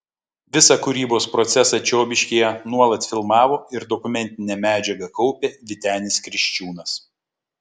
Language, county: Lithuanian, Kaunas